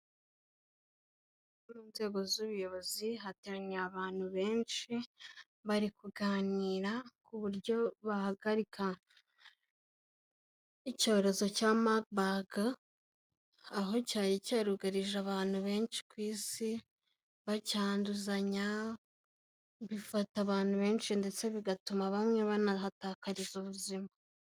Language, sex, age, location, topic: Kinyarwanda, female, 18-24, Kigali, health